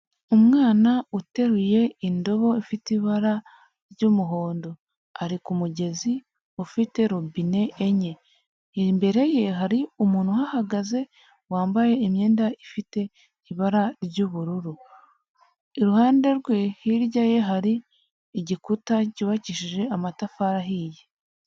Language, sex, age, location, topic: Kinyarwanda, female, 18-24, Huye, health